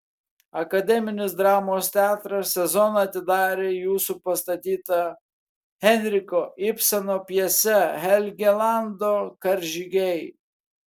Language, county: Lithuanian, Kaunas